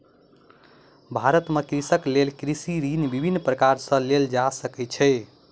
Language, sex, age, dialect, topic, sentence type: Maithili, male, 25-30, Southern/Standard, agriculture, statement